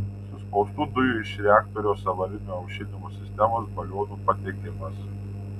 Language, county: Lithuanian, Tauragė